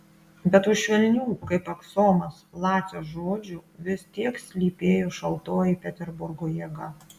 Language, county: Lithuanian, Klaipėda